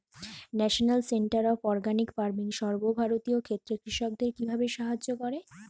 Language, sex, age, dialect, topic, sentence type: Bengali, female, 25-30, Standard Colloquial, agriculture, question